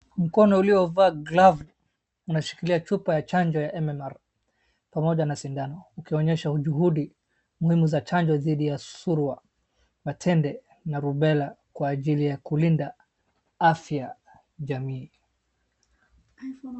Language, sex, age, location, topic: Swahili, male, 18-24, Wajir, health